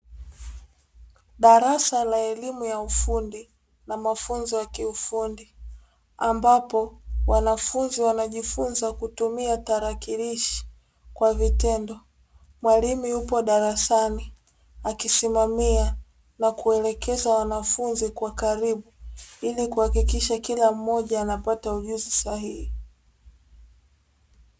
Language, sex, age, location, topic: Swahili, female, 18-24, Dar es Salaam, education